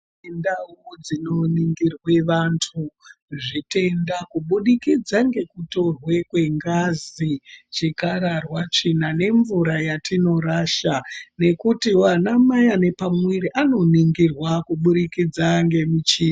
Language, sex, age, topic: Ndau, female, 36-49, health